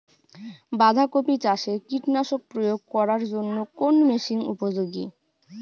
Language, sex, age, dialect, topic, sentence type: Bengali, female, 18-24, Rajbangshi, agriculture, question